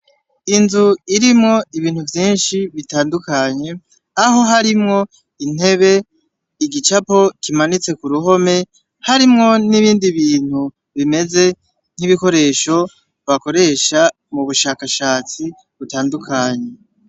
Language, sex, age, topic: Rundi, male, 18-24, education